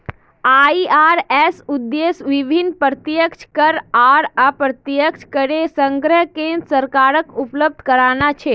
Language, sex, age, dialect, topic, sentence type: Magahi, female, 25-30, Northeastern/Surjapuri, banking, statement